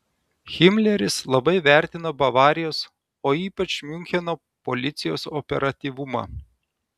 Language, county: Lithuanian, Telšiai